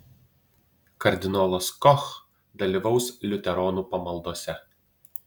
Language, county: Lithuanian, Utena